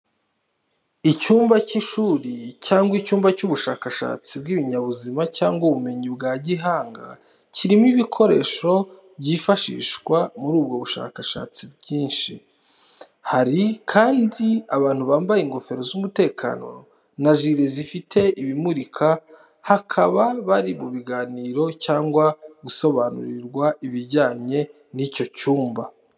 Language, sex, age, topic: Kinyarwanda, male, 25-35, education